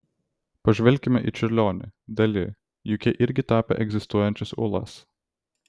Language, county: Lithuanian, Vilnius